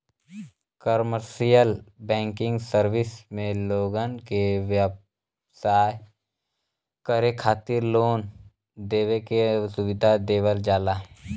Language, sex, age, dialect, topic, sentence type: Bhojpuri, male, <18, Western, banking, statement